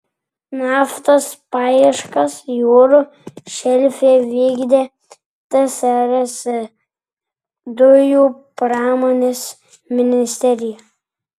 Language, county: Lithuanian, Vilnius